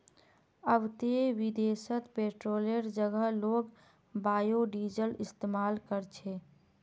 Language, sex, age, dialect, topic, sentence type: Magahi, female, 46-50, Northeastern/Surjapuri, agriculture, statement